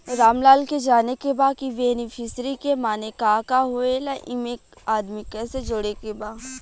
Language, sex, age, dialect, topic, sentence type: Bhojpuri, female, 18-24, Western, banking, question